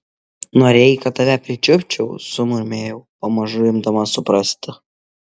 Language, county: Lithuanian, Kaunas